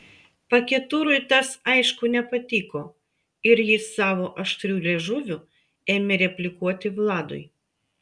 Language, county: Lithuanian, Vilnius